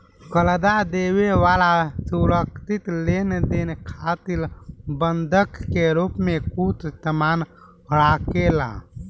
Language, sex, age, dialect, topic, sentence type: Bhojpuri, male, 18-24, Southern / Standard, banking, statement